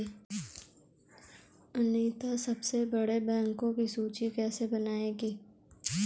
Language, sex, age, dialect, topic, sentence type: Hindi, female, 18-24, Kanauji Braj Bhasha, banking, statement